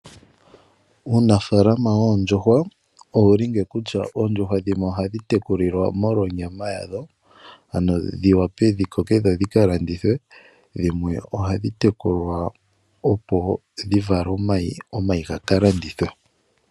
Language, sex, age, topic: Oshiwambo, male, 25-35, agriculture